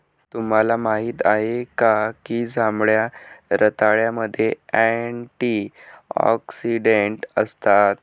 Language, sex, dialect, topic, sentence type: Marathi, male, Varhadi, agriculture, statement